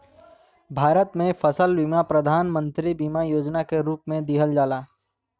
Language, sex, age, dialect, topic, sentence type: Bhojpuri, male, 18-24, Western, banking, statement